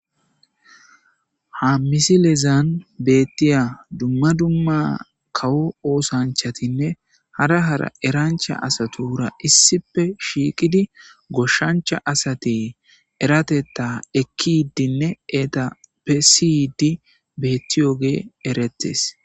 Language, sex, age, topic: Gamo, male, 25-35, agriculture